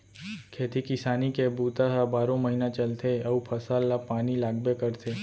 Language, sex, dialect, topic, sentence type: Chhattisgarhi, male, Central, agriculture, statement